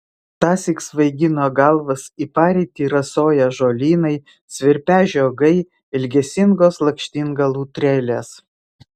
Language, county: Lithuanian, Vilnius